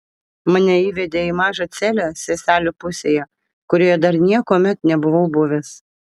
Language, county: Lithuanian, Vilnius